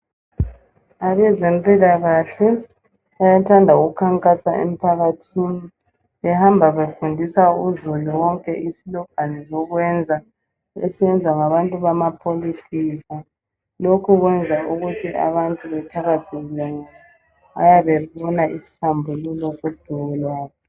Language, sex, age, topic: North Ndebele, male, 25-35, health